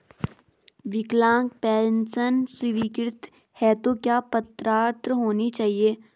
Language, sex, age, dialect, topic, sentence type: Hindi, female, 18-24, Garhwali, banking, question